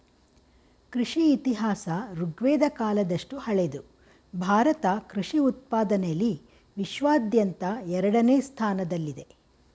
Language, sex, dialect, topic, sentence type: Kannada, female, Mysore Kannada, agriculture, statement